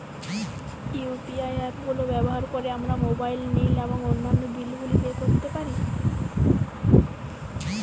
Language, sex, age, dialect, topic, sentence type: Bengali, female, 18-24, Jharkhandi, banking, statement